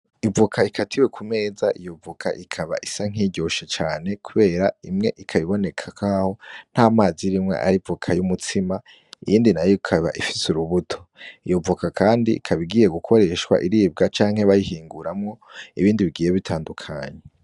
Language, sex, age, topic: Rundi, male, 18-24, agriculture